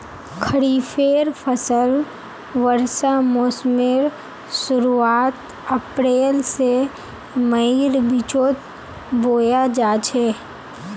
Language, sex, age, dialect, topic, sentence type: Magahi, female, 18-24, Northeastern/Surjapuri, agriculture, statement